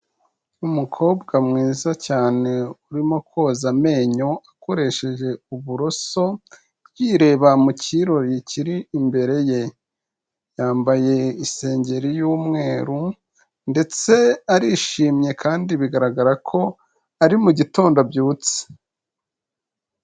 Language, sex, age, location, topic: Kinyarwanda, male, 25-35, Kigali, health